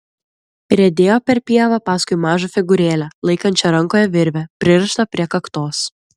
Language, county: Lithuanian, Klaipėda